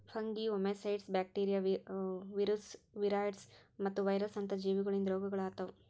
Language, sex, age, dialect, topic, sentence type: Kannada, female, 18-24, Northeastern, agriculture, statement